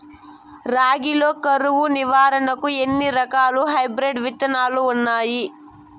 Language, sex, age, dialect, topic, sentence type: Telugu, female, 18-24, Southern, agriculture, question